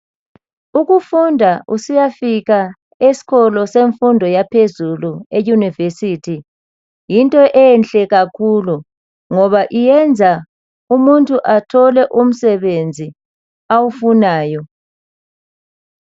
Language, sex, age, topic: North Ndebele, male, 50+, education